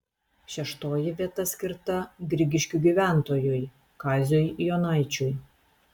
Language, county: Lithuanian, Telšiai